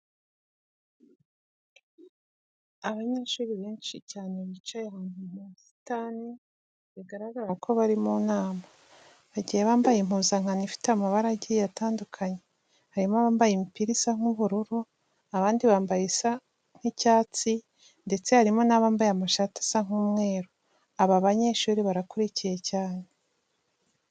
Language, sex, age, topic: Kinyarwanda, female, 25-35, education